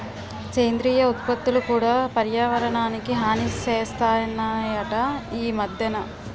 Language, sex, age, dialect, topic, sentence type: Telugu, female, 18-24, Utterandhra, agriculture, statement